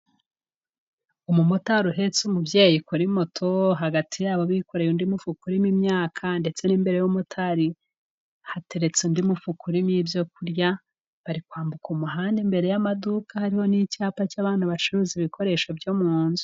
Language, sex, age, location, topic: Kinyarwanda, female, 18-24, Musanze, finance